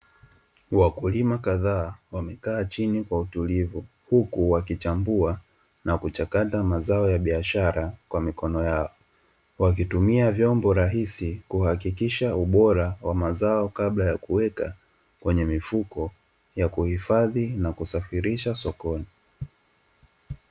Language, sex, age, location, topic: Swahili, male, 25-35, Dar es Salaam, agriculture